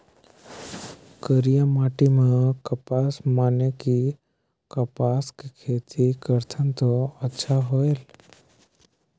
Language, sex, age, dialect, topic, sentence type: Chhattisgarhi, male, 18-24, Northern/Bhandar, agriculture, question